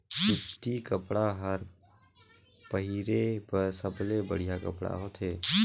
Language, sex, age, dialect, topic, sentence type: Chhattisgarhi, male, 18-24, Northern/Bhandar, agriculture, statement